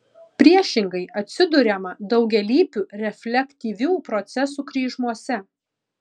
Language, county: Lithuanian, Kaunas